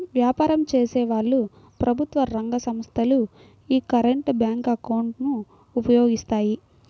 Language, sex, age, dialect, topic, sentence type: Telugu, female, 60-100, Central/Coastal, banking, statement